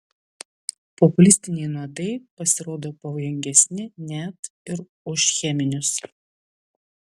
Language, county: Lithuanian, Vilnius